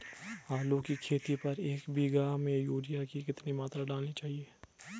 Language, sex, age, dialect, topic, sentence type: Hindi, male, 18-24, Garhwali, agriculture, question